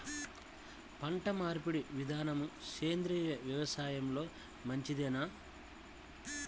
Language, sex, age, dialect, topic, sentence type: Telugu, male, 36-40, Central/Coastal, agriculture, question